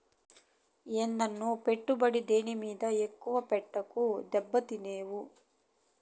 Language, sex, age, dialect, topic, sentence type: Telugu, female, 25-30, Southern, banking, statement